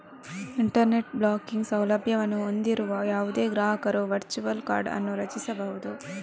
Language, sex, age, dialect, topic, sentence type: Kannada, female, 25-30, Coastal/Dakshin, banking, statement